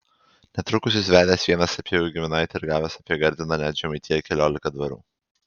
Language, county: Lithuanian, Alytus